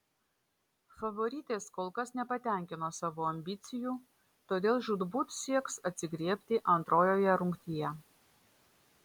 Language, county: Lithuanian, Vilnius